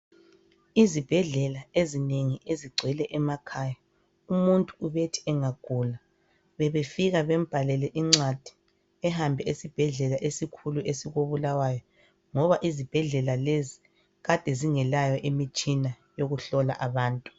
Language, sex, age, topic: North Ndebele, female, 25-35, health